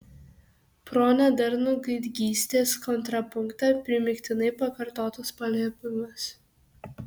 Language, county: Lithuanian, Kaunas